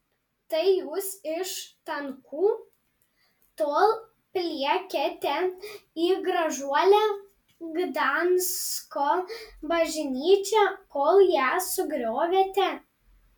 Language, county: Lithuanian, Panevėžys